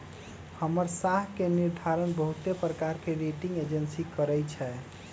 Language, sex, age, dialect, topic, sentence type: Magahi, male, 18-24, Western, banking, statement